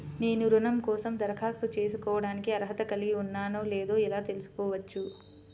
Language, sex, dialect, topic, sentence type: Telugu, female, Central/Coastal, banking, statement